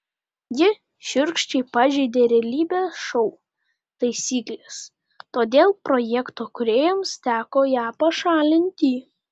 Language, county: Lithuanian, Panevėžys